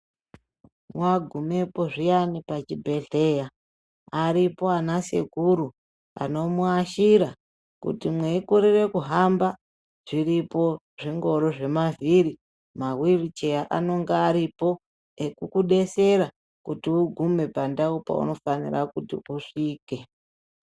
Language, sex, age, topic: Ndau, female, 36-49, health